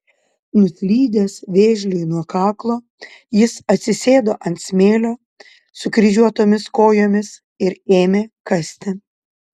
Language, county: Lithuanian, Panevėžys